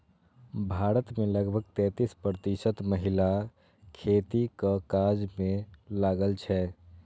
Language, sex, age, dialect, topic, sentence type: Maithili, male, 18-24, Eastern / Thethi, agriculture, statement